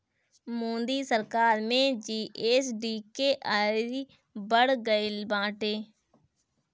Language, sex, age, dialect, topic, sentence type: Bhojpuri, female, 18-24, Northern, banking, statement